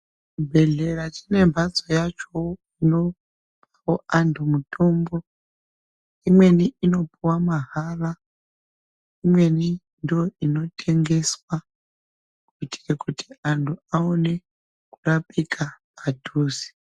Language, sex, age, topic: Ndau, male, 18-24, health